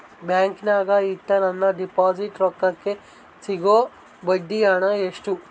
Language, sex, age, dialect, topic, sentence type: Kannada, male, 18-24, Central, banking, question